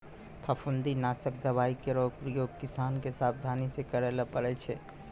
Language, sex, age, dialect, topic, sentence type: Maithili, male, 25-30, Angika, agriculture, statement